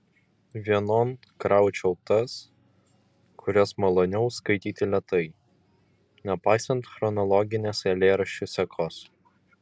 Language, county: Lithuanian, Vilnius